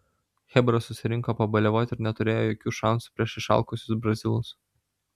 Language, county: Lithuanian, Vilnius